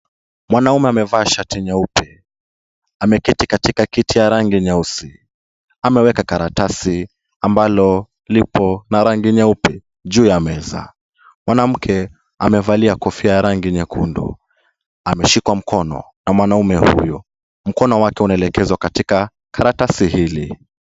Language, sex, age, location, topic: Swahili, male, 18-24, Kisumu, government